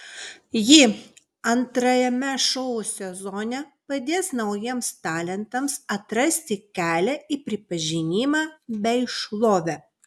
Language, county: Lithuanian, Vilnius